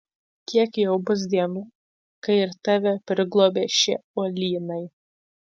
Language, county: Lithuanian, Tauragė